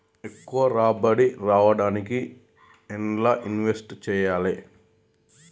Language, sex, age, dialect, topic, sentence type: Telugu, male, 41-45, Telangana, banking, question